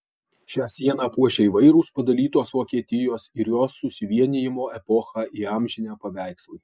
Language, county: Lithuanian, Alytus